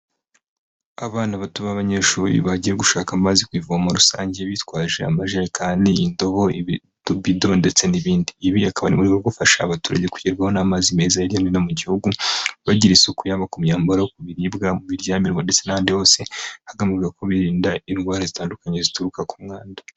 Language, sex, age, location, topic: Kinyarwanda, male, 18-24, Kigali, health